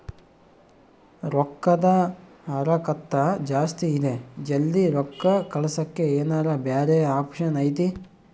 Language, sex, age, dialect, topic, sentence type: Kannada, male, 41-45, Central, banking, question